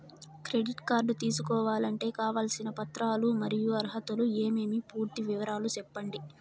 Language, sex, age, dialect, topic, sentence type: Telugu, female, 18-24, Southern, banking, question